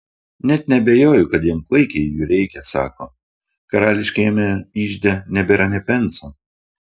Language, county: Lithuanian, Panevėžys